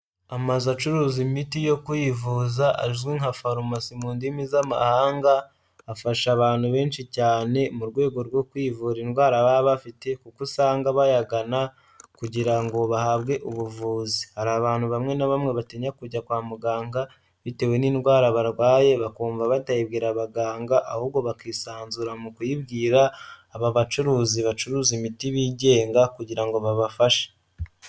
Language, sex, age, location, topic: Kinyarwanda, male, 18-24, Nyagatare, health